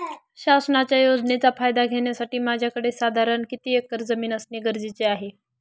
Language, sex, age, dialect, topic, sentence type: Marathi, female, 41-45, Northern Konkan, agriculture, question